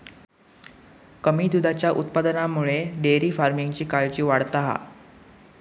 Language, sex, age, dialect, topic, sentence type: Marathi, male, 18-24, Southern Konkan, agriculture, statement